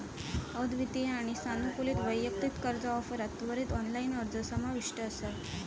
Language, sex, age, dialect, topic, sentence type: Marathi, female, 18-24, Southern Konkan, banking, statement